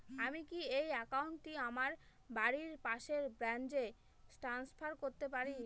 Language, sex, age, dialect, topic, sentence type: Bengali, female, 25-30, Northern/Varendri, banking, question